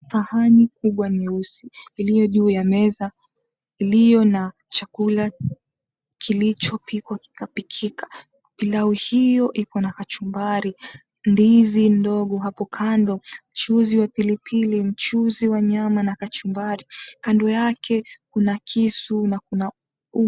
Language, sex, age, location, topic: Swahili, female, 18-24, Mombasa, agriculture